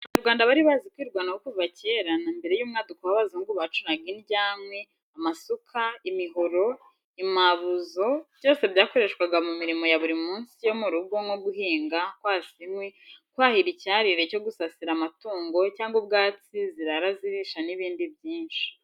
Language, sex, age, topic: Kinyarwanda, female, 18-24, education